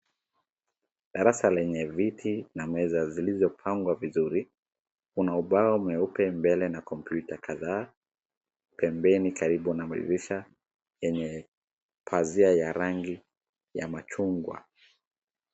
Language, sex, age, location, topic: Swahili, male, 36-49, Wajir, education